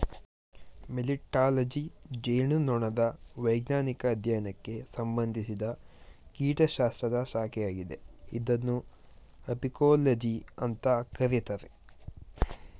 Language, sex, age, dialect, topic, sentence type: Kannada, male, 18-24, Mysore Kannada, agriculture, statement